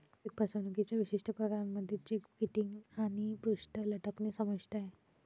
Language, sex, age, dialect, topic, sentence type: Marathi, female, 31-35, Varhadi, banking, statement